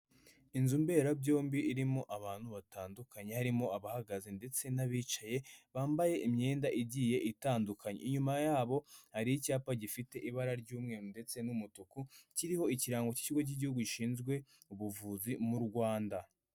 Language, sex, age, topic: Kinyarwanda, male, 18-24, health